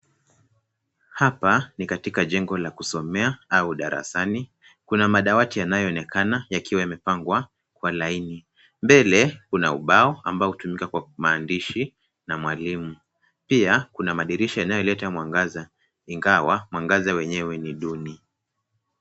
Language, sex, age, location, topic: Swahili, male, 18-24, Nairobi, education